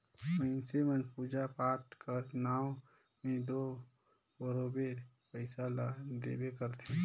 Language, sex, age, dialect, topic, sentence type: Chhattisgarhi, male, 18-24, Northern/Bhandar, banking, statement